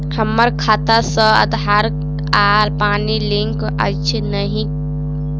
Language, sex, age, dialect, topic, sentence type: Maithili, female, 18-24, Southern/Standard, banking, question